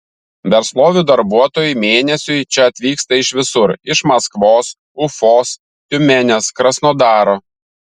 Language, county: Lithuanian, Vilnius